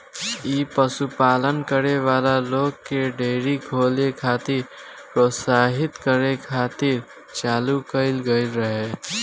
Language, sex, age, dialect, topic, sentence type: Bhojpuri, male, 18-24, Northern, agriculture, statement